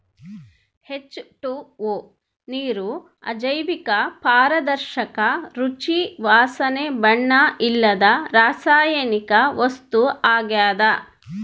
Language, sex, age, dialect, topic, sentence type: Kannada, female, 36-40, Central, agriculture, statement